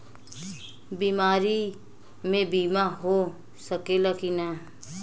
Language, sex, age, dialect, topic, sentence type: Bhojpuri, female, 25-30, Western, banking, question